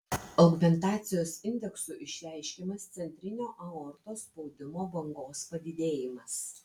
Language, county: Lithuanian, Vilnius